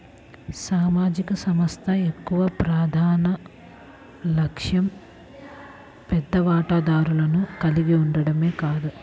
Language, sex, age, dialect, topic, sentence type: Telugu, female, 18-24, Central/Coastal, banking, statement